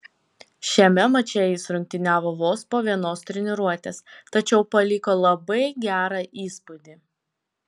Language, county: Lithuanian, Panevėžys